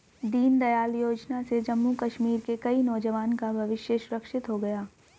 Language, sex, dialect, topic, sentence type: Hindi, female, Hindustani Malvi Khadi Boli, banking, statement